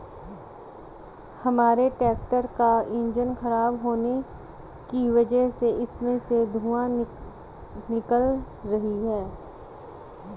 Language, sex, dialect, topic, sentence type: Hindi, female, Hindustani Malvi Khadi Boli, agriculture, statement